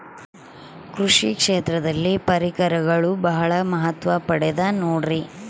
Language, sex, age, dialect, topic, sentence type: Kannada, female, 36-40, Central, agriculture, question